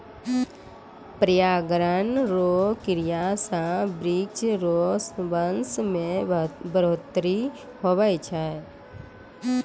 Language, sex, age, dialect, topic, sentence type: Maithili, female, 25-30, Angika, agriculture, statement